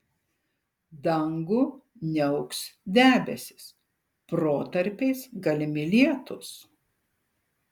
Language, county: Lithuanian, Šiauliai